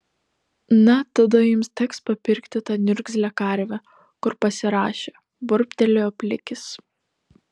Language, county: Lithuanian, Telšiai